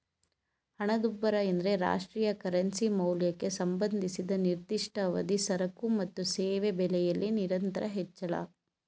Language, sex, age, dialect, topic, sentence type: Kannada, female, 36-40, Mysore Kannada, banking, statement